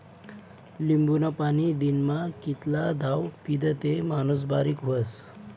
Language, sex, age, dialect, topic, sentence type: Marathi, male, 25-30, Northern Konkan, agriculture, statement